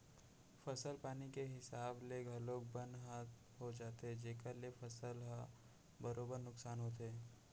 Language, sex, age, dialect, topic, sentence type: Chhattisgarhi, male, 56-60, Central, agriculture, statement